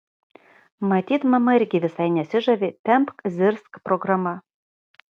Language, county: Lithuanian, Kaunas